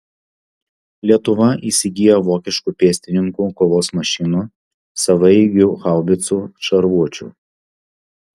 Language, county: Lithuanian, Vilnius